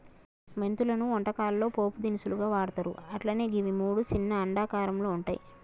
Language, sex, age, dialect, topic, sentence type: Telugu, female, 31-35, Telangana, agriculture, statement